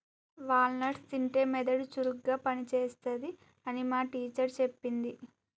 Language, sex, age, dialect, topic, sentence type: Telugu, female, 18-24, Telangana, agriculture, statement